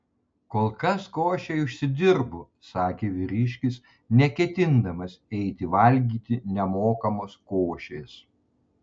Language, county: Lithuanian, Panevėžys